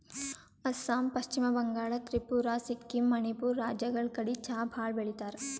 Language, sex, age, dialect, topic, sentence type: Kannada, female, 18-24, Northeastern, agriculture, statement